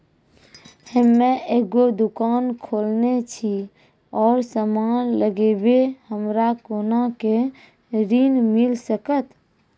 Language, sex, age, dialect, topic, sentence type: Maithili, female, 25-30, Angika, banking, question